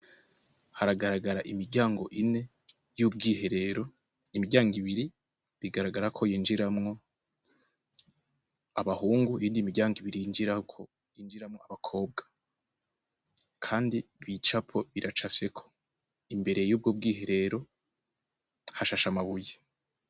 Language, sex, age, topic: Rundi, male, 18-24, education